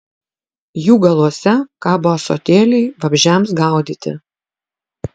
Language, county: Lithuanian, Utena